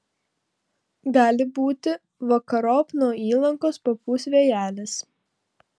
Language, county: Lithuanian, Vilnius